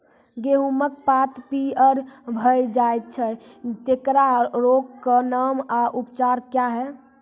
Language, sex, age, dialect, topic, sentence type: Maithili, female, 46-50, Angika, agriculture, question